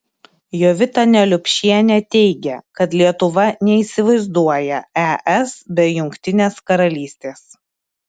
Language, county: Lithuanian, Klaipėda